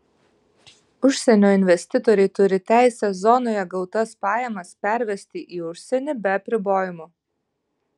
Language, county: Lithuanian, Vilnius